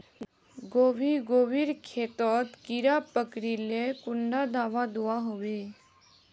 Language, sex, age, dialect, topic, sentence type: Magahi, female, 18-24, Northeastern/Surjapuri, agriculture, question